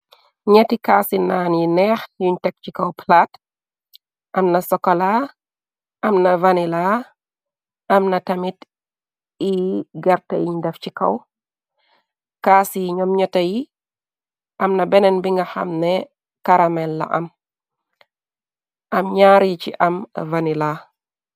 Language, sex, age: Wolof, female, 36-49